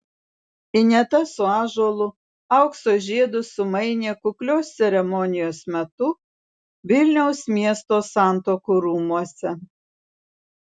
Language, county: Lithuanian, Vilnius